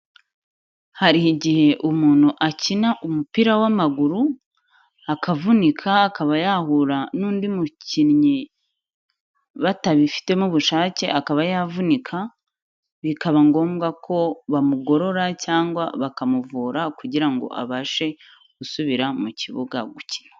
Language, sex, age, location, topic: Kinyarwanda, female, 25-35, Kigali, health